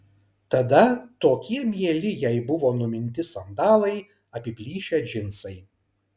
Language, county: Lithuanian, Kaunas